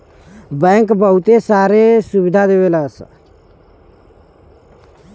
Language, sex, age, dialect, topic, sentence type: Bhojpuri, male, 18-24, Western, banking, statement